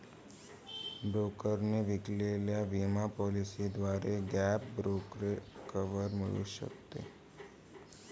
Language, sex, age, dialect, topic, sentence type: Marathi, male, 18-24, Varhadi, banking, statement